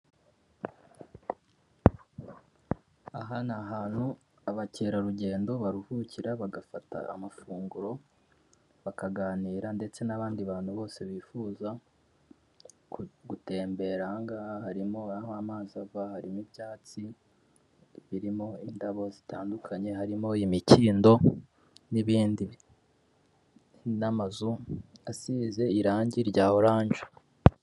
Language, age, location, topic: Kinyarwanda, 18-24, Kigali, finance